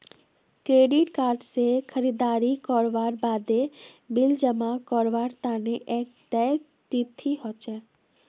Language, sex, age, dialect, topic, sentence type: Magahi, female, 18-24, Northeastern/Surjapuri, banking, statement